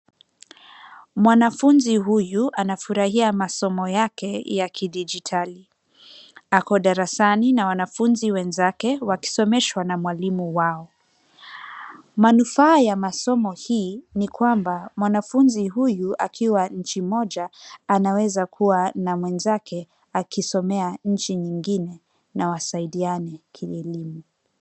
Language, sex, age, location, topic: Swahili, female, 25-35, Nairobi, education